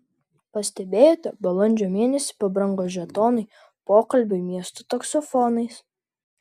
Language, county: Lithuanian, Vilnius